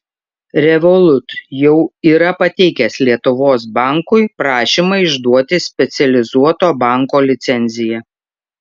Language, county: Lithuanian, Šiauliai